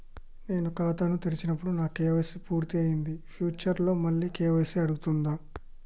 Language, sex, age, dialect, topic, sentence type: Telugu, male, 25-30, Telangana, banking, question